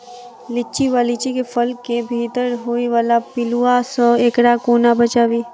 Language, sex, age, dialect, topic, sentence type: Maithili, female, 46-50, Southern/Standard, agriculture, question